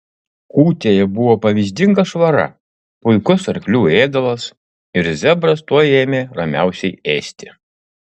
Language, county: Lithuanian, Utena